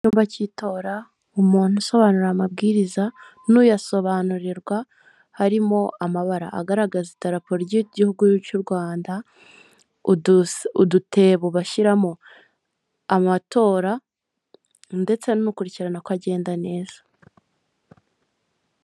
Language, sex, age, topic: Kinyarwanda, female, 18-24, government